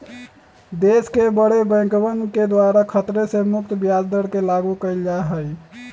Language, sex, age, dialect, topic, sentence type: Magahi, male, 36-40, Western, banking, statement